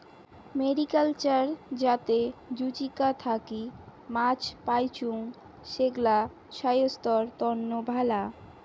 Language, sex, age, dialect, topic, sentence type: Bengali, female, 18-24, Rajbangshi, agriculture, statement